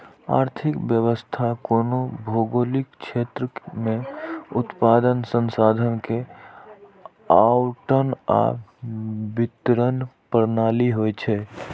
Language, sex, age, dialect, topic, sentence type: Maithili, male, 41-45, Eastern / Thethi, banking, statement